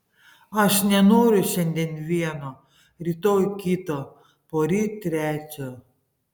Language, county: Lithuanian, Panevėžys